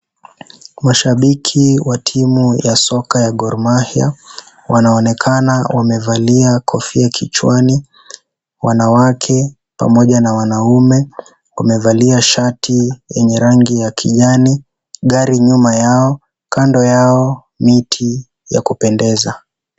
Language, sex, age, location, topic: Swahili, male, 18-24, Kisii, government